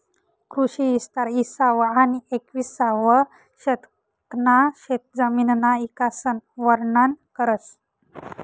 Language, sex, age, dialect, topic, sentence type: Marathi, female, 18-24, Northern Konkan, agriculture, statement